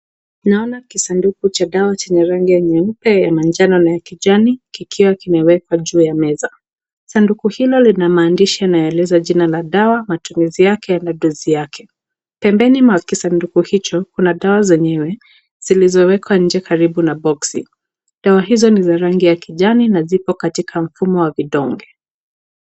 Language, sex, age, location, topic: Swahili, female, 18-24, Nakuru, health